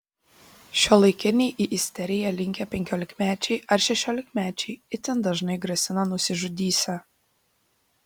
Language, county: Lithuanian, Šiauliai